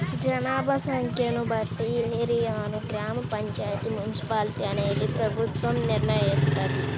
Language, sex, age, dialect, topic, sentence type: Telugu, female, 18-24, Central/Coastal, banking, statement